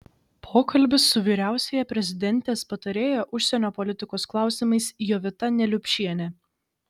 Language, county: Lithuanian, Šiauliai